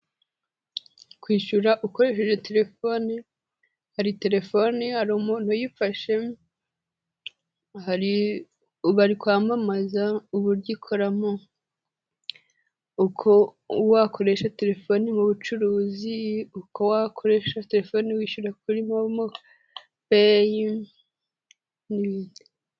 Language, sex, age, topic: Kinyarwanda, female, 18-24, finance